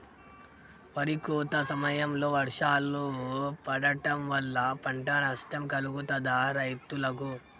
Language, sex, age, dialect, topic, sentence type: Telugu, female, 18-24, Telangana, agriculture, question